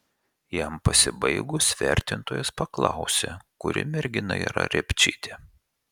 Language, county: Lithuanian, Šiauliai